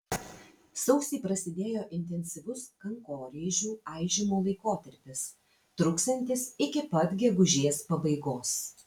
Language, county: Lithuanian, Vilnius